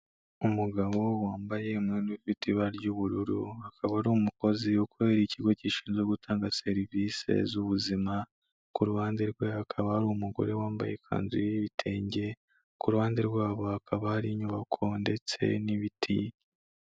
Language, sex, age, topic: Kinyarwanda, male, 18-24, health